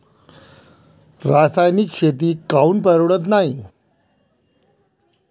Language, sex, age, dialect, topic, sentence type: Marathi, male, 41-45, Varhadi, agriculture, question